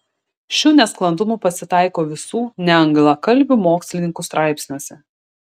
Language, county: Lithuanian, Šiauliai